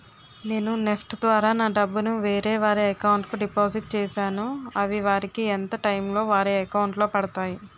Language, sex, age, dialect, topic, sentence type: Telugu, female, 18-24, Utterandhra, banking, question